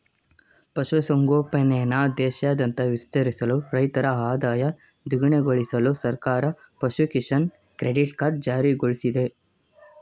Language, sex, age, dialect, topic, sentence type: Kannada, male, 18-24, Mysore Kannada, agriculture, statement